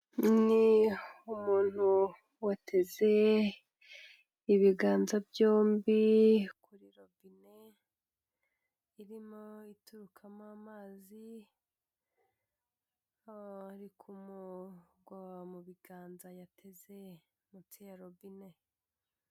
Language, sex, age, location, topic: Kinyarwanda, female, 18-24, Kigali, health